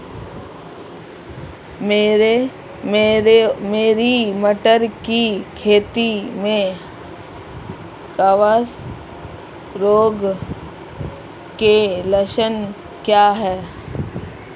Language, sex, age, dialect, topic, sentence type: Hindi, female, 36-40, Marwari Dhudhari, agriculture, question